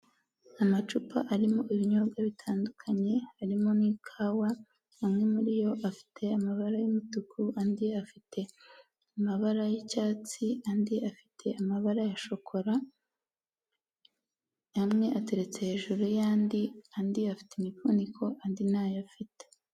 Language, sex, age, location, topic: Kinyarwanda, female, 18-24, Huye, health